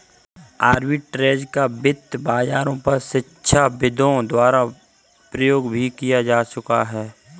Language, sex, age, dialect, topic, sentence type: Hindi, male, 25-30, Kanauji Braj Bhasha, banking, statement